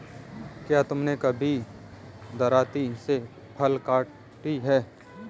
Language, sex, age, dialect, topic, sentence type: Hindi, male, 25-30, Kanauji Braj Bhasha, agriculture, statement